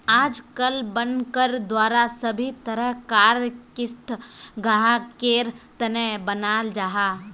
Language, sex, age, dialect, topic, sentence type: Magahi, female, 18-24, Northeastern/Surjapuri, banking, statement